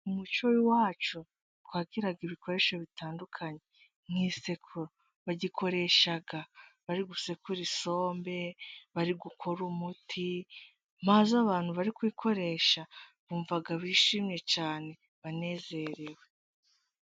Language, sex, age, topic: Kinyarwanda, female, 18-24, government